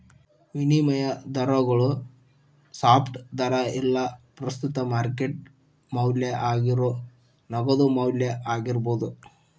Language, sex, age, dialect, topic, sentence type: Kannada, male, 18-24, Dharwad Kannada, banking, statement